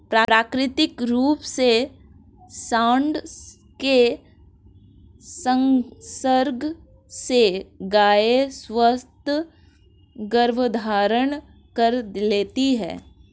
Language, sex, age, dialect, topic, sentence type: Hindi, female, 25-30, Marwari Dhudhari, agriculture, statement